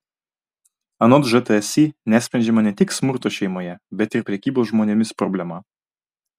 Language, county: Lithuanian, Vilnius